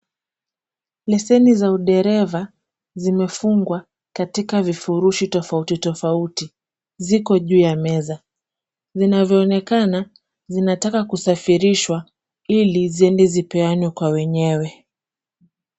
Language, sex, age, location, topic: Swahili, female, 25-35, Kisumu, government